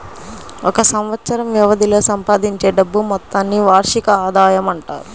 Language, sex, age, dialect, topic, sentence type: Telugu, female, 36-40, Central/Coastal, banking, statement